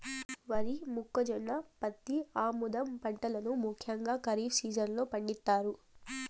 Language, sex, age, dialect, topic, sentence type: Telugu, female, 18-24, Southern, agriculture, statement